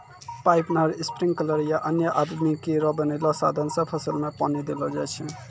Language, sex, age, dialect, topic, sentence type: Maithili, male, 18-24, Angika, agriculture, statement